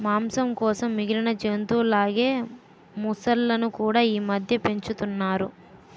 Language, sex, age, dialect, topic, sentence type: Telugu, female, 18-24, Utterandhra, agriculture, statement